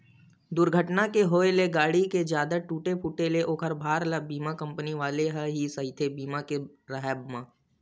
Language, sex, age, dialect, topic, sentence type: Chhattisgarhi, male, 18-24, Western/Budati/Khatahi, banking, statement